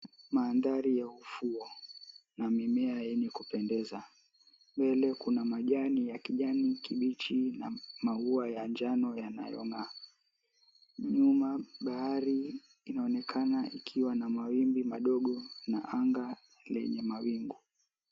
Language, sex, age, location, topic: Swahili, male, 18-24, Mombasa, agriculture